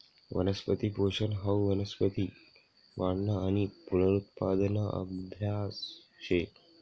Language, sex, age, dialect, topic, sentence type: Marathi, male, 18-24, Northern Konkan, agriculture, statement